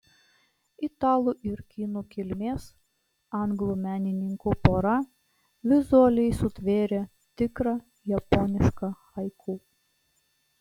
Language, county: Lithuanian, Klaipėda